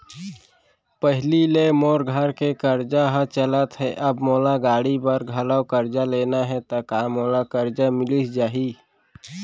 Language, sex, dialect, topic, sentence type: Chhattisgarhi, male, Central, banking, question